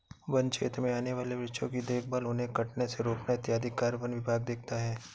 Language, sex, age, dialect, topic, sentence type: Hindi, male, 56-60, Awadhi Bundeli, agriculture, statement